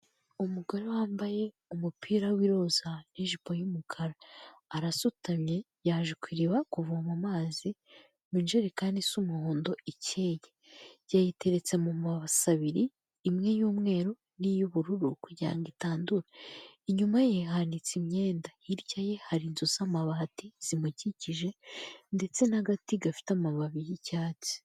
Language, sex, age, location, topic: Kinyarwanda, female, 25-35, Kigali, health